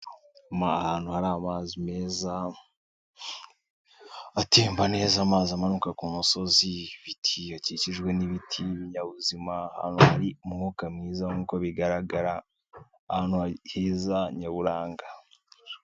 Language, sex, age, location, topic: Kinyarwanda, male, 18-24, Kigali, health